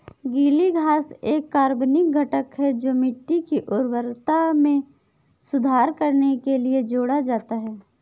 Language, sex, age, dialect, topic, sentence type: Hindi, female, 51-55, Awadhi Bundeli, agriculture, statement